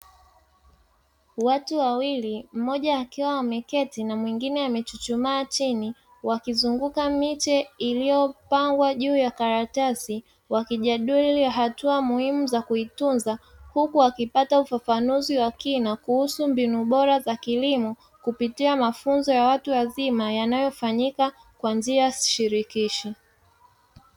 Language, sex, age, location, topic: Swahili, male, 25-35, Dar es Salaam, education